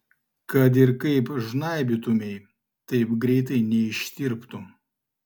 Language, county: Lithuanian, Klaipėda